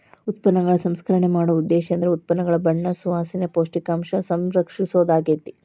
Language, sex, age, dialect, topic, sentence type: Kannada, female, 36-40, Dharwad Kannada, agriculture, statement